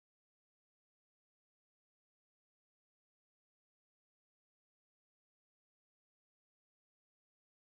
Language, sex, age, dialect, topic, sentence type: Hindi, male, 18-24, Garhwali, agriculture, statement